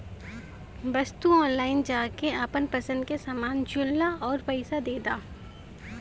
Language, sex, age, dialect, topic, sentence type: Bhojpuri, female, 18-24, Western, banking, statement